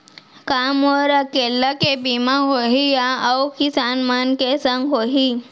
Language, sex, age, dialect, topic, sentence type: Chhattisgarhi, female, 18-24, Central, agriculture, question